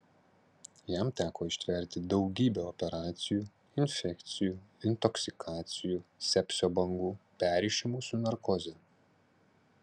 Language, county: Lithuanian, Kaunas